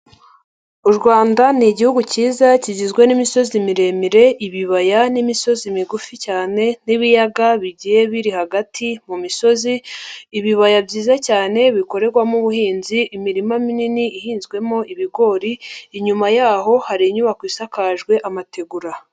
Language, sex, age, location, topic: Kinyarwanda, male, 50+, Nyagatare, agriculture